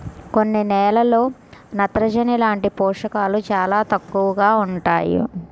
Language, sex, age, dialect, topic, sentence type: Telugu, male, 41-45, Central/Coastal, agriculture, statement